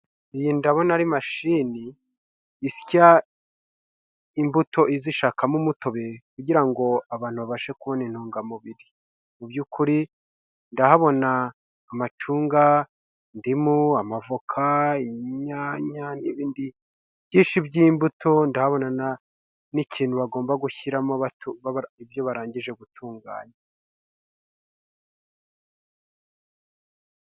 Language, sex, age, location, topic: Kinyarwanda, male, 25-35, Huye, health